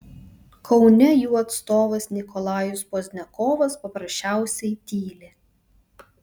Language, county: Lithuanian, Vilnius